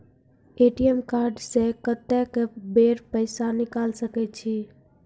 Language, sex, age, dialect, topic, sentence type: Maithili, female, 18-24, Angika, banking, question